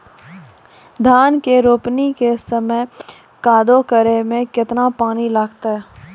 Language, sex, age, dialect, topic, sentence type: Maithili, female, 18-24, Angika, agriculture, question